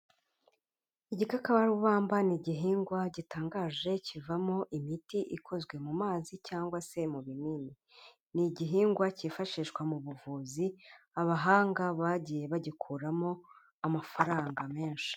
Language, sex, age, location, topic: Kinyarwanda, female, 25-35, Kigali, health